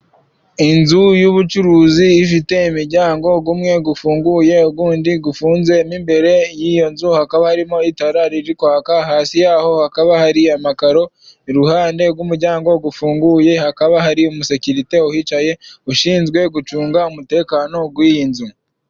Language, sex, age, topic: Kinyarwanda, male, 25-35, finance